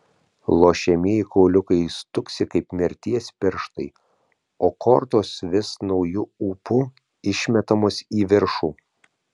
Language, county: Lithuanian, Vilnius